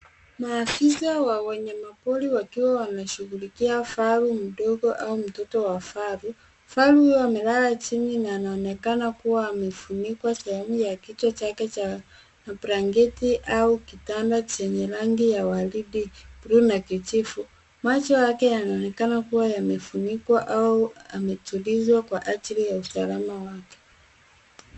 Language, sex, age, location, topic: Swahili, female, 25-35, Nairobi, government